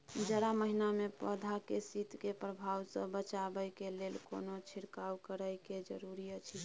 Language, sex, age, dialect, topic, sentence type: Maithili, female, 18-24, Bajjika, agriculture, question